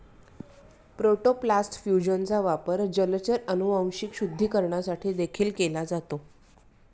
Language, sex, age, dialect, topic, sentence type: Marathi, female, 36-40, Standard Marathi, agriculture, statement